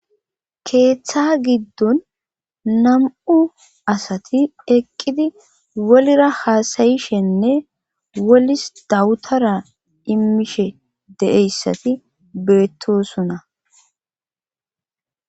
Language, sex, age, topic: Gamo, female, 25-35, government